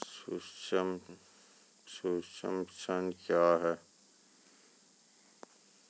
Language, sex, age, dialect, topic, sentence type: Maithili, male, 25-30, Angika, banking, question